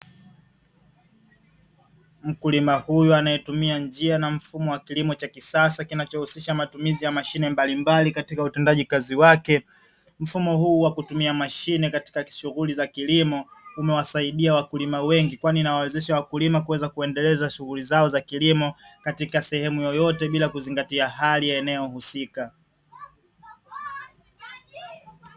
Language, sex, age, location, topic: Swahili, male, 25-35, Dar es Salaam, agriculture